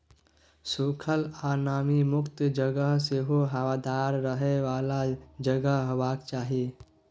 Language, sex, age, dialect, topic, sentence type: Maithili, male, 51-55, Bajjika, agriculture, statement